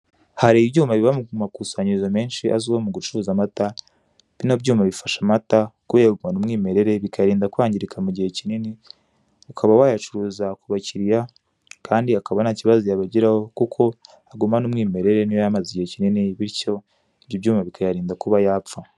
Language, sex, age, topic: Kinyarwanda, male, 18-24, finance